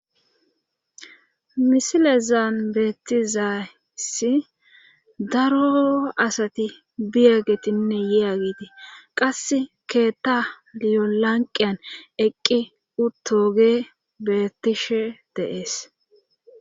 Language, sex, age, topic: Gamo, female, 25-35, government